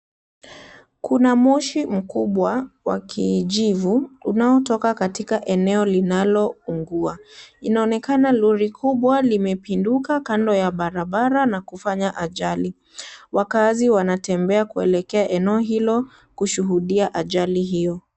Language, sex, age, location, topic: Swahili, female, 18-24, Kisii, health